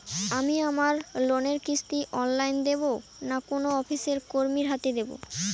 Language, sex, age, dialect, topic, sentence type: Bengali, female, 18-24, Rajbangshi, banking, question